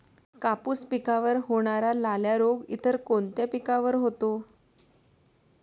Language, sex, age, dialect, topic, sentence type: Marathi, female, 31-35, Standard Marathi, agriculture, question